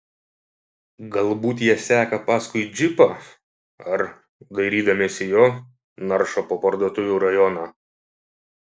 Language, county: Lithuanian, Šiauliai